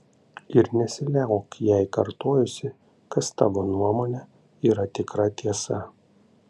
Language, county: Lithuanian, Panevėžys